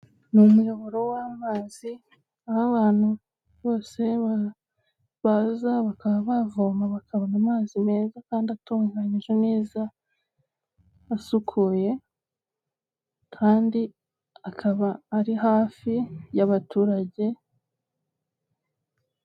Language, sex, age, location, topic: Kinyarwanda, female, 25-35, Huye, health